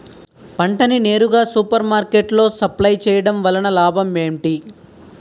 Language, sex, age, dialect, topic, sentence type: Telugu, male, 18-24, Utterandhra, agriculture, question